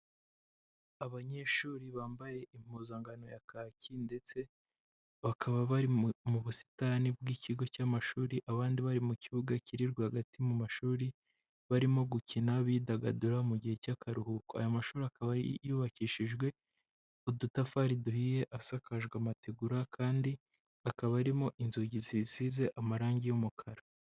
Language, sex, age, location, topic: Kinyarwanda, male, 18-24, Huye, education